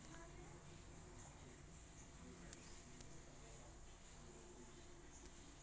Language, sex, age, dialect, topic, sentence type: Telugu, female, 46-50, Telangana, agriculture, question